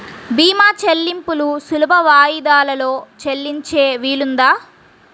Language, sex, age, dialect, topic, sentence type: Telugu, female, 36-40, Central/Coastal, banking, question